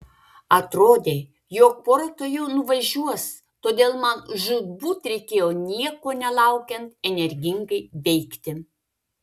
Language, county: Lithuanian, Vilnius